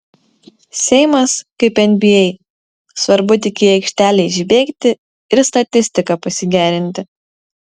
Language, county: Lithuanian, Vilnius